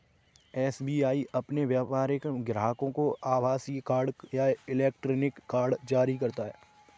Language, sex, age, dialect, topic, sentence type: Hindi, male, 25-30, Kanauji Braj Bhasha, banking, statement